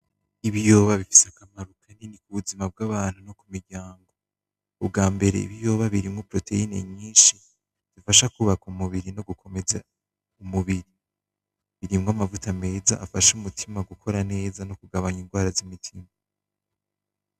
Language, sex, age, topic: Rundi, male, 18-24, agriculture